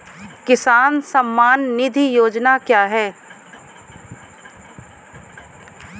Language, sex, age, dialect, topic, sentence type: Hindi, female, 18-24, Kanauji Braj Bhasha, agriculture, question